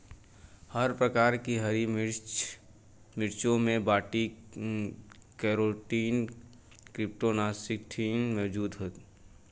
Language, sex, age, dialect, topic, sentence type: Hindi, male, 25-30, Hindustani Malvi Khadi Boli, agriculture, statement